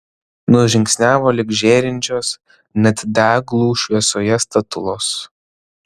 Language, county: Lithuanian, Vilnius